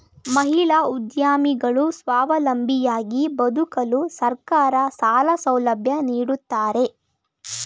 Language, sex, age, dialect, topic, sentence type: Kannada, female, 18-24, Mysore Kannada, banking, statement